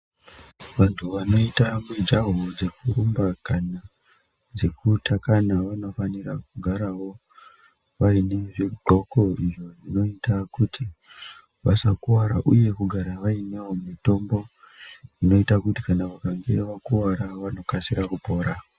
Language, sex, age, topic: Ndau, male, 25-35, health